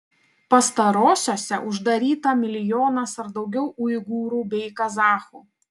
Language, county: Lithuanian, Panevėžys